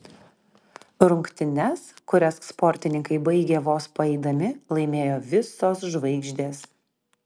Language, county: Lithuanian, Klaipėda